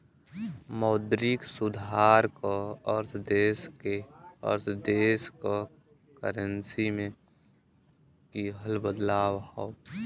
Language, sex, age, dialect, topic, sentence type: Bhojpuri, male, 18-24, Western, banking, statement